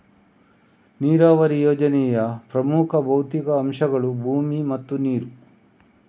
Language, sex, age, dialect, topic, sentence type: Kannada, male, 25-30, Coastal/Dakshin, agriculture, statement